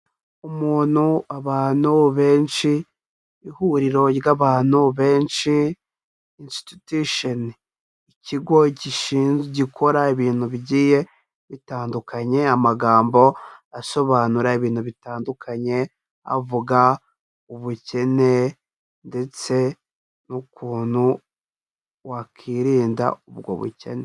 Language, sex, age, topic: Kinyarwanda, male, 18-24, health